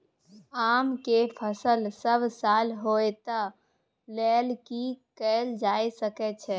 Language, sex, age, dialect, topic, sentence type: Maithili, female, 18-24, Bajjika, agriculture, question